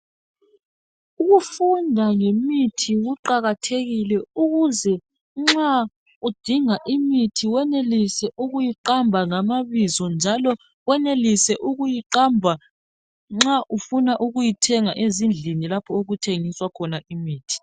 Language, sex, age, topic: North Ndebele, female, 36-49, health